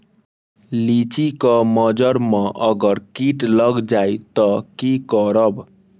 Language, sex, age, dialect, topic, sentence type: Magahi, male, 18-24, Western, agriculture, question